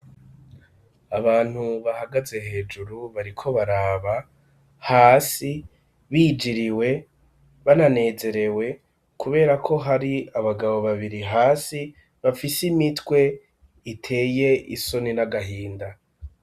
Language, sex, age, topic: Rundi, male, 36-49, education